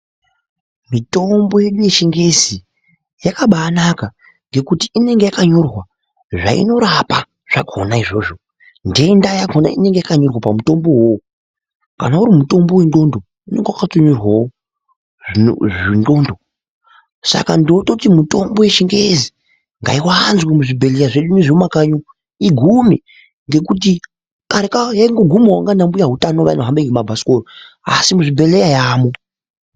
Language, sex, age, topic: Ndau, male, 50+, health